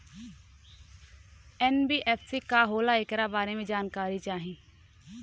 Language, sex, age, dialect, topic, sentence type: Bhojpuri, female, 18-24, Western, banking, question